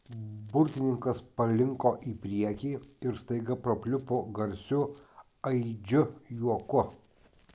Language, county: Lithuanian, Kaunas